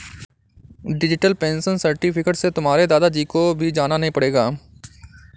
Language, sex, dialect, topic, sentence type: Hindi, male, Awadhi Bundeli, banking, statement